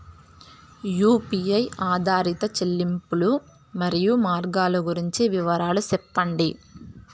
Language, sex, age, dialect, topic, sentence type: Telugu, female, 18-24, Southern, banking, question